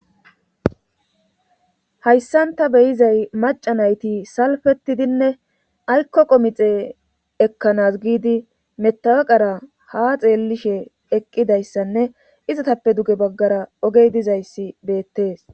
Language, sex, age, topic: Gamo, female, 25-35, government